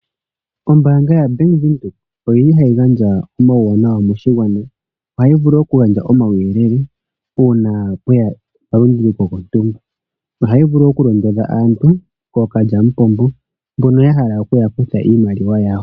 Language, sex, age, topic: Oshiwambo, male, 25-35, finance